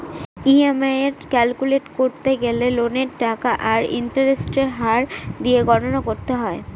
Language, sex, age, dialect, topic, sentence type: Bengali, female, 18-24, Northern/Varendri, banking, statement